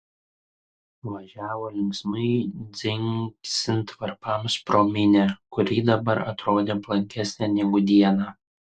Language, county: Lithuanian, Utena